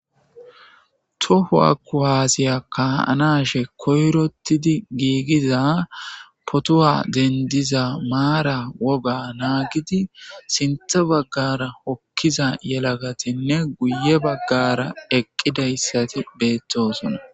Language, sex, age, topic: Gamo, male, 25-35, government